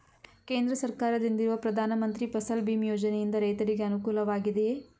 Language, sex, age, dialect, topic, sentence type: Kannada, female, 25-30, Mysore Kannada, agriculture, question